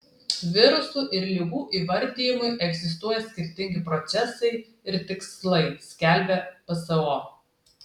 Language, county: Lithuanian, Klaipėda